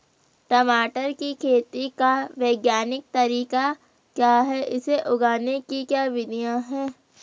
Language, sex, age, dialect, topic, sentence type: Hindi, female, 25-30, Garhwali, agriculture, question